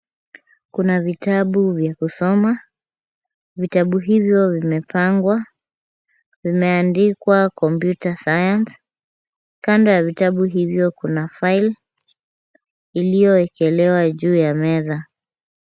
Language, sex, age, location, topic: Swahili, female, 25-35, Kisumu, education